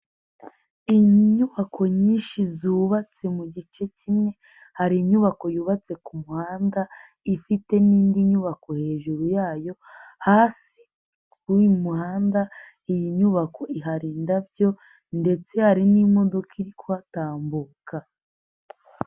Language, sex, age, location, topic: Kinyarwanda, female, 18-24, Nyagatare, finance